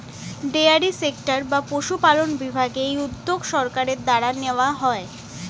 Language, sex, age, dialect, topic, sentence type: Bengali, female, 18-24, Standard Colloquial, agriculture, statement